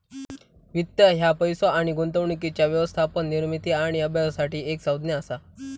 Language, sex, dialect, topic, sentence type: Marathi, male, Southern Konkan, banking, statement